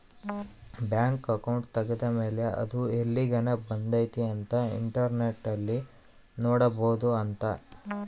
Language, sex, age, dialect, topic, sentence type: Kannada, male, 18-24, Central, banking, statement